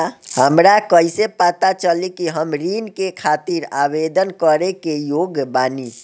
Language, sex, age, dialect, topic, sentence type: Bhojpuri, male, 18-24, Southern / Standard, banking, statement